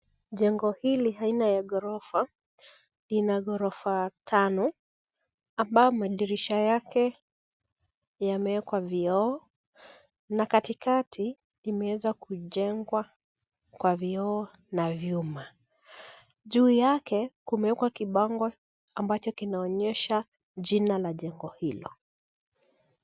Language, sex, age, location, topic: Swahili, female, 25-35, Nairobi, finance